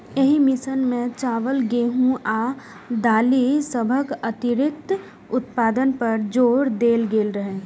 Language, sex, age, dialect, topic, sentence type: Maithili, female, 25-30, Eastern / Thethi, agriculture, statement